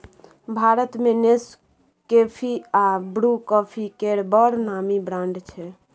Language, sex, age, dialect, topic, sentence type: Maithili, female, 25-30, Bajjika, agriculture, statement